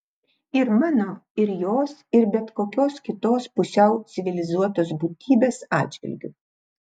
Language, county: Lithuanian, Klaipėda